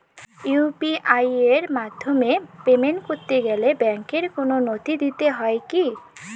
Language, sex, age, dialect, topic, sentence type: Bengali, female, 18-24, Rajbangshi, banking, question